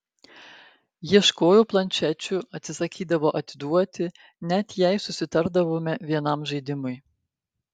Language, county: Lithuanian, Klaipėda